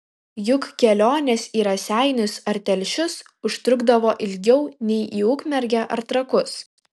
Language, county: Lithuanian, Kaunas